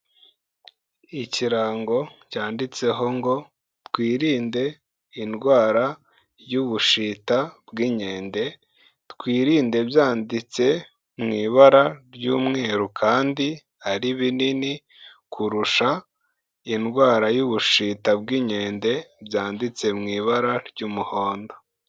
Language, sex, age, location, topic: Kinyarwanda, male, 18-24, Kigali, health